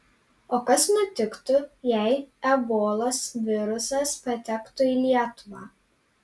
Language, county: Lithuanian, Panevėžys